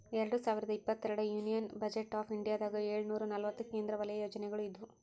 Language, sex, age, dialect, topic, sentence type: Kannada, female, 18-24, Dharwad Kannada, banking, statement